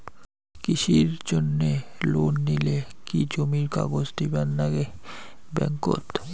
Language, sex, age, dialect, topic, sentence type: Bengali, male, 51-55, Rajbangshi, banking, question